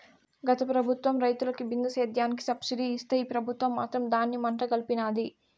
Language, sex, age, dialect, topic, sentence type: Telugu, female, 18-24, Southern, agriculture, statement